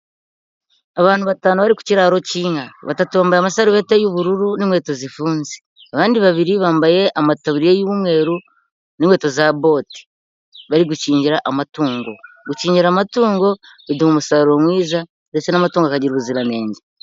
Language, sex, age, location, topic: Kinyarwanda, female, 50+, Nyagatare, agriculture